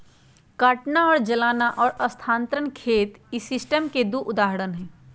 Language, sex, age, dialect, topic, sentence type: Magahi, female, 46-50, Western, agriculture, statement